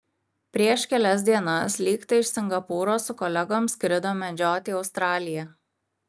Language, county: Lithuanian, Kaunas